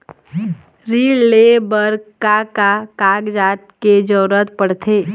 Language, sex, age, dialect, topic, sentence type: Chhattisgarhi, female, 18-24, Eastern, banking, question